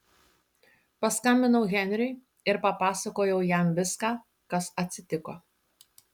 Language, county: Lithuanian, Šiauliai